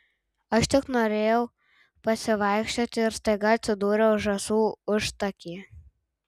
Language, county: Lithuanian, Tauragė